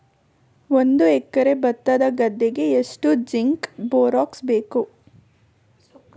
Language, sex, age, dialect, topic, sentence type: Kannada, female, 41-45, Coastal/Dakshin, agriculture, question